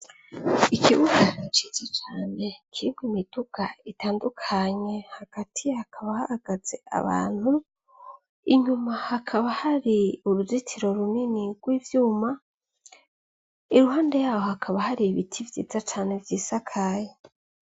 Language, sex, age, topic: Rundi, female, 25-35, education